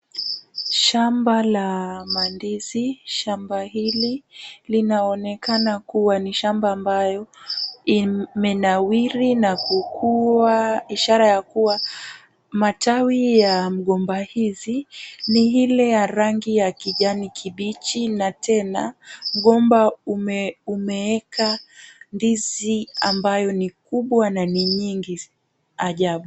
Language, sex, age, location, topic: Swahili, female, 18-24, Kisumu, agriculture